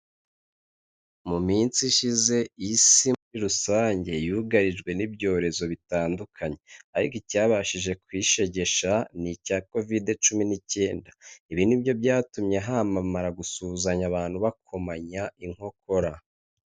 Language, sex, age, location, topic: Kinyarwanda, male, 25-35, Kigali, health